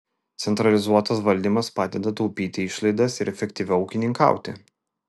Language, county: Lithuanian, Vilnius